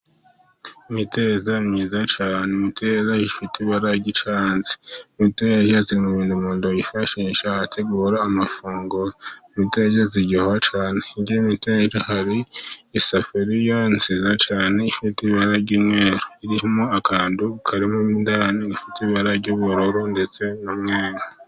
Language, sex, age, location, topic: Kinyarwanda, male, 50+, Musanze, agriculture